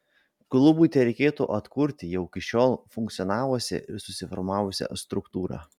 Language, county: Lithuanian, Vilnius